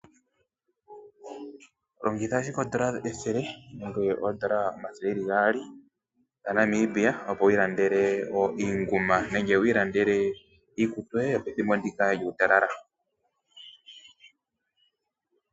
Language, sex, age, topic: Oshiwambo, male, 25-35, finance